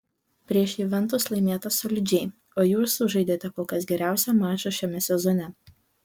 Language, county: Lithuanian, Šiauliai